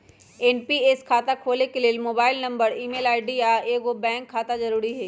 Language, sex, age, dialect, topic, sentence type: Magahi, female, 18-24, Western, banking, statement